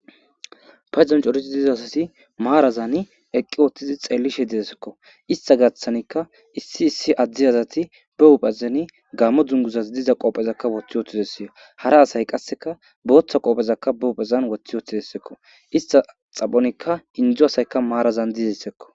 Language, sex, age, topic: Gamo, male, 18-24, government